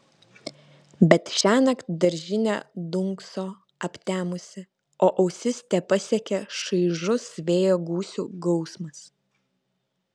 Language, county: Lithuanian, Vilnius